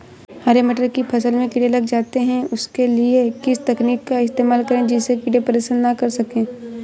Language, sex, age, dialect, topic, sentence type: Hindi, female, 18-24, Awadhi Bundeli, agriculture, question